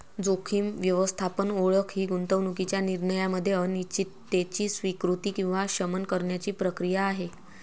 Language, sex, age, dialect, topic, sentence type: Marathi, female, 25-30, Varhadi, banking, statement